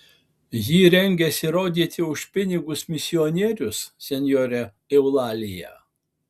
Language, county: Lithuanian, Alytus